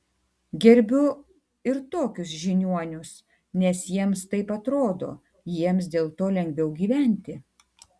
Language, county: Lithuanian, Tauragė